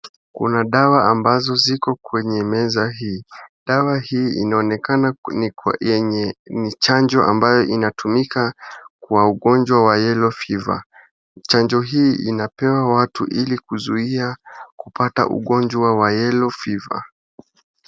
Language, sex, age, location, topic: Swahili, male, 18-24, Wajir, health